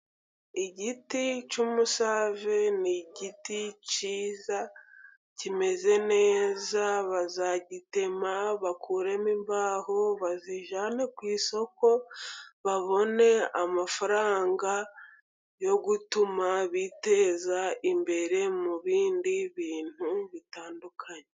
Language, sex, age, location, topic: Kinyarwanda, female, 50+, Musanze, government